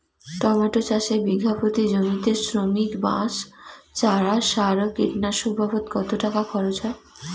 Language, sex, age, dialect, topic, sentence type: Bengali, female, 18-24, Rajbangshi, agriculture, question